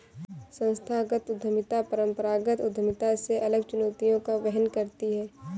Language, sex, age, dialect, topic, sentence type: Hindi, female, 18-24, Marwari Dhudhari, banking, statement